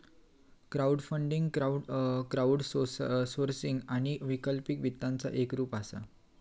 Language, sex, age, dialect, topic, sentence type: Marathi, female, 18-24, Southern Konkan, banking, statement